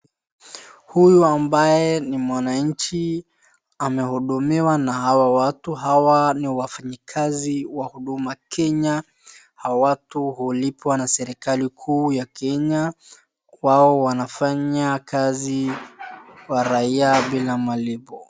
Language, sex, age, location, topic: Swahili, female, 25-35, Wajir, government